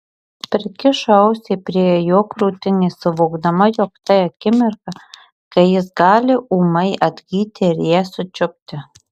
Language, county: Lithuanian, Marijampolė